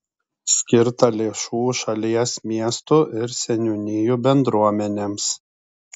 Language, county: Lithuanian, Kaunas